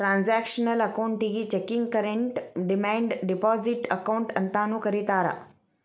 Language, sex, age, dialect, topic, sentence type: Kannada, female, 31-35, Dharwad Kannada, banking, statement